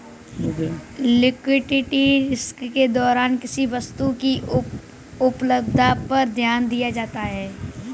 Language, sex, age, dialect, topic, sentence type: Hindi, male, 25-30, Kanauji Braj Bhasha, banking, statement